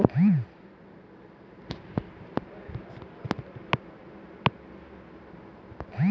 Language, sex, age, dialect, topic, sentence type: Kannada, female, 46-50, Coastal/Dakshin, agriculture, question